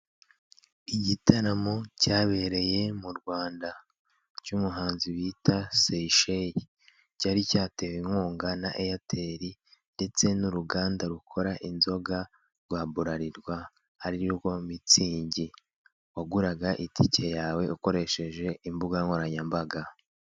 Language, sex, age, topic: Kinyarwanda, male, 25-35, finance